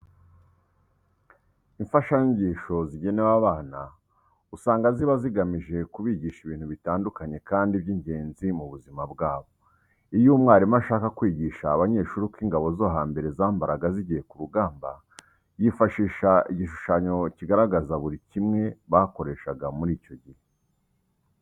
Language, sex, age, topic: Kinyarwanda, male, 36-49, education